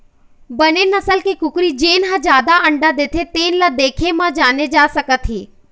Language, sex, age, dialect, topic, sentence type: Chhattisgarhi, female, 25-30, Eastern, agriculture, statement